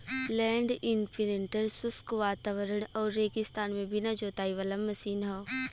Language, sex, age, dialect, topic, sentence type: Bhojpuri, female, 25-30, Western, agriculture, statement